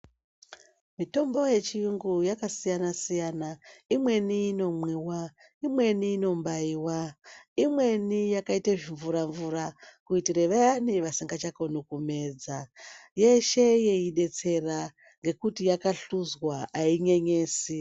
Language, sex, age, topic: Ndau, male, 18-24, health